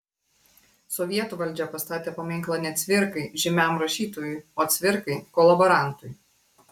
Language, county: Lithuanian, Klaipėda